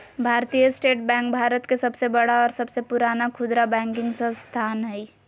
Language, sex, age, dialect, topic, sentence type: Magahi, female, 41-45, Southern, banking, statement